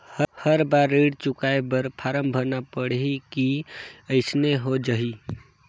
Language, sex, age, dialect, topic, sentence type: Chhattisgarhi, male, 18-24, Northern/Bhandar, banking, question